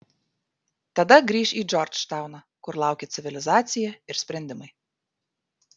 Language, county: Lithuanian, Vilnius